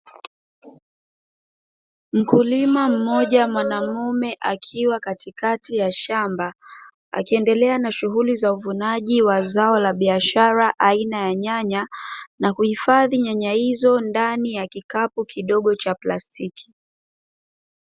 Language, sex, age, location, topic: Swahili, female, 25-35, Dar es Salaam, agriculture